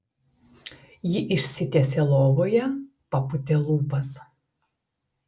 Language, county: Lithuanian, Telšiai